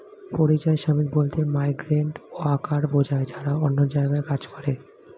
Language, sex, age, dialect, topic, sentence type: Bengali, male, 25-30, Standard Colloquial, agriculture, statement